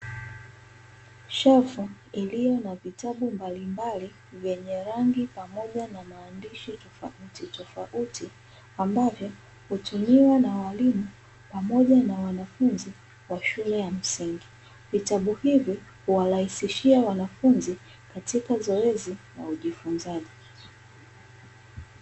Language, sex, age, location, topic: Swahili, female, 25-35, Dar es Salaam, education